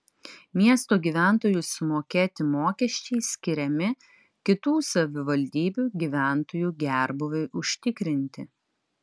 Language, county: Lithuanian, Utena